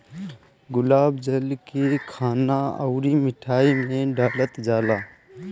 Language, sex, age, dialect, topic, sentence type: Bhojpuri, male, 18-24, Northern, agriculture, statement